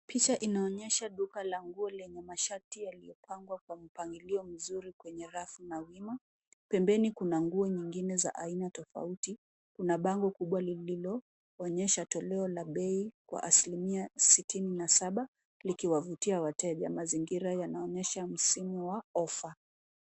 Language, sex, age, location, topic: Swahili, female, 18-24, Nairobi, finance